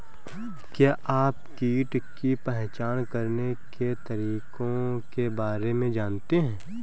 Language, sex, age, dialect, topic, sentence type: Hindi, male, 18-24, Awadhi Bundeli, agriculture, statement